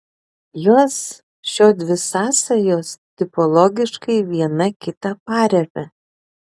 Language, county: Lithuanian, Panevėžys